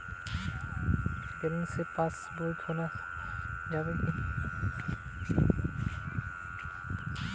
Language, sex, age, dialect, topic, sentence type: Bengali, male, 18-24, Western, banking, question